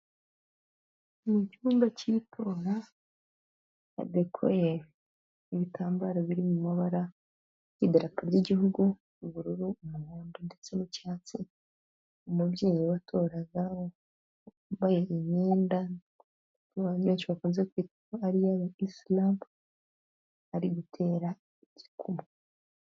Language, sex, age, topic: Kinyarwanda, female, 18-24, government